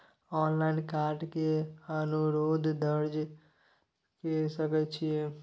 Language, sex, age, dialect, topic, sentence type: Maithili, male, 51-55, Bajjika, banking, question